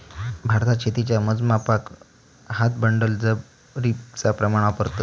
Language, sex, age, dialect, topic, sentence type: Marathi, male, 18-24, Southern Konkan, agriculture, statement